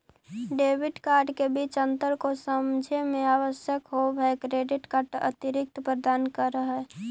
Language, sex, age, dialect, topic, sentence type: Magahi, female, 18-24, Central/Standard, banking, question